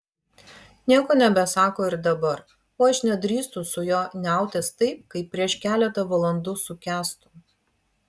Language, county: Lithuanian, Vilnius